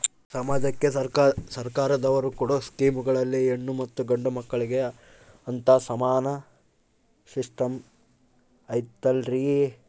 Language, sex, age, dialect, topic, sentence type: Kannada, male, 18-24, Central, banking, question